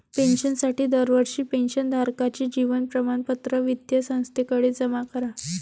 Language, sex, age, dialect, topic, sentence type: Marathi, female, 18-24, Varhadi, banking, statement